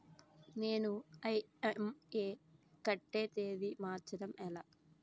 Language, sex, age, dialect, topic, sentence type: Telugu, female, 18-24, Utterandhra, banking, question